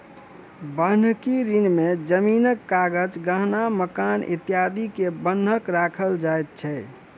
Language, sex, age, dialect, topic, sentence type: Maithili, male, 25-30, Southern/Standard, banking, statement